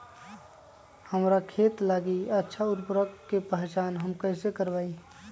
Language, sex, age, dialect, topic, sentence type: Magahi, male, 25-30, Western, agriculture, question